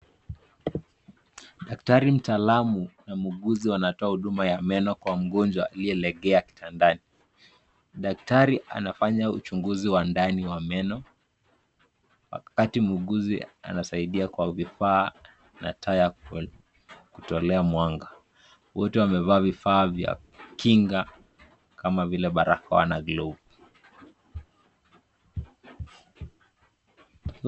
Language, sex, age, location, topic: Swahili, male, 18-24, Nakuru, health